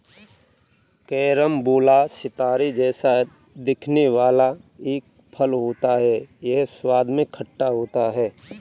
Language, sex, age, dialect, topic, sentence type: Hindi, male, 31-35, Kanauji Braj Bhasha, agriculture, statement